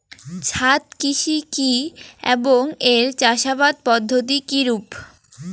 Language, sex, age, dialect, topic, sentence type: Bengali, female, 18-24, Rajbangshi, agriculture, question